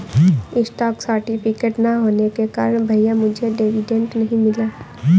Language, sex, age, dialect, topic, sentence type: Hindi, female, 18-24, Awadhi Bundeli, banking, statement